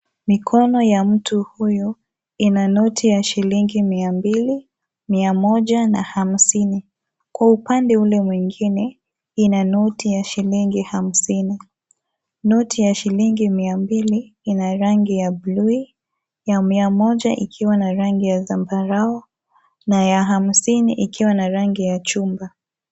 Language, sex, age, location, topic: Swahili, female, 25-35, Kisii, finance